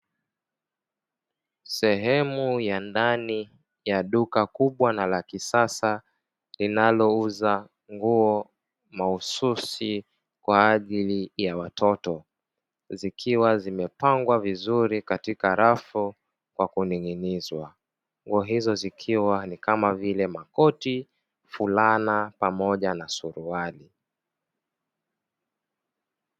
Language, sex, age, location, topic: Swahili, male, 18-24, Dar es Salaam, finance